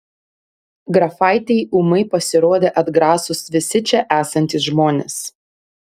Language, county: Lithuanian, Panevėžys